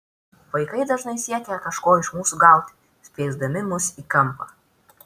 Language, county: Lithuanian, Vilnius